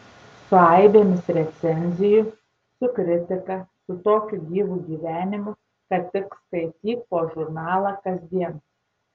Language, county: Lithuanian, Tauragė